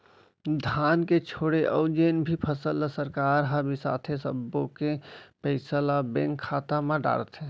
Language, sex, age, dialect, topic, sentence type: Chhattisgarhi, male, 36-40, Central, banking, statement